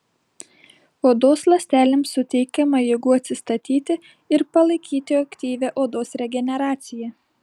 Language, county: Lithuanian, Panevėžys